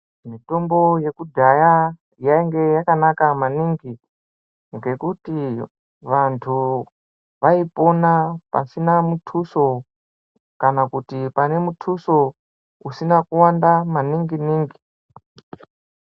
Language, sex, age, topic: Ndau, female, 25-35, health